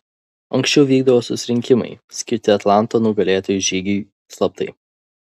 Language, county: Lithuanian, Vilnius